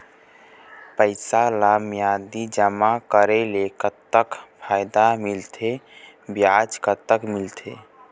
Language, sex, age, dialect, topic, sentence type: Chhattisgarhi, male, 18-24, Eastern, banking, question